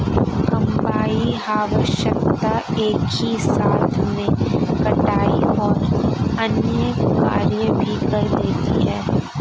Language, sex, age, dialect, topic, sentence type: Hindi, female, 18-24, Marwari Dhudhari, agriculture, statement